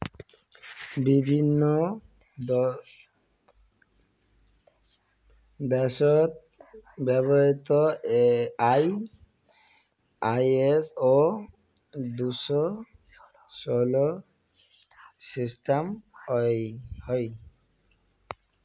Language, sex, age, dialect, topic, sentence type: Bengali, male, 60-100, Rajbangshi, agriculture, statement